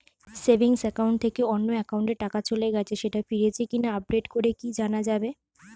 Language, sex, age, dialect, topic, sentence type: Bengali, female, 25-30, Standard Colloquial, banking, question